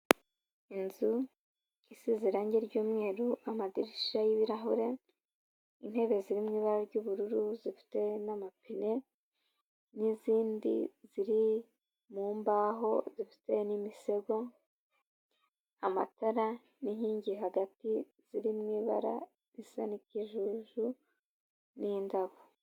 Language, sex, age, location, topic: Kinyarwanda, female, 18-24, Huye, health